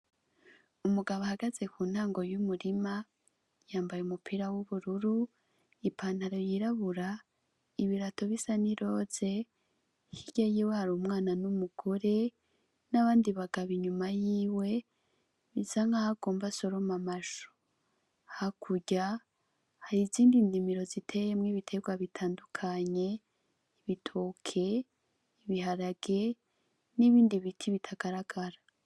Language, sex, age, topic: Rundi, female, 25-35, agriculture